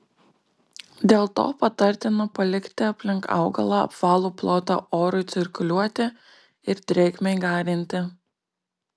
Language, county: Lithuanian, Marijampolė